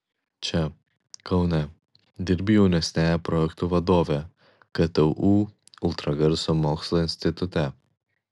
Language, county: Lithuanian, Klaipėda